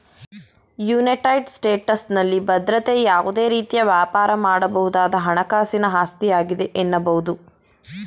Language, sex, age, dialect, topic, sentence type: Kannada, female, 18-24, Mysore Kannada, banking, statement